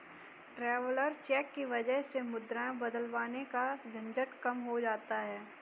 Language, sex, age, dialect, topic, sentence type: Hindi, female, 18-24, Kanauji Braj Bhasha, banking, statement